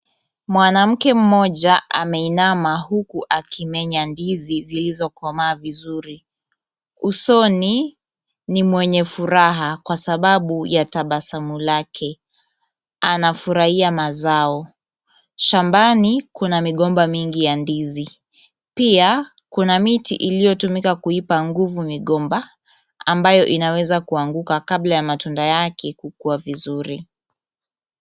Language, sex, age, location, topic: Swahili, female, 18-24, Kisumu, agriculture